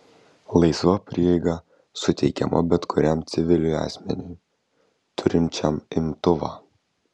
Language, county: Lithuanian, Kaunas